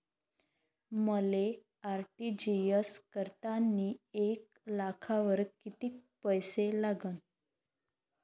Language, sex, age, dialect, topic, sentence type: Marathi, female, 25-30, Varhadi, banking, question